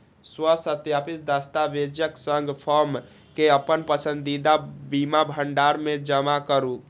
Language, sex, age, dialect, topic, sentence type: Maithili, male, 31-35, Eastern / Thethi, banking, statement